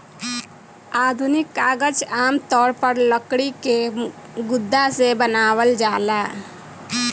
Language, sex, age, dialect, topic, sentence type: Bhojpuri, female, 25-30, Southern / Standard, agriculture, statement